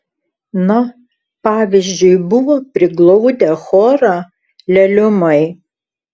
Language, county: Lithuanian, Šiauliai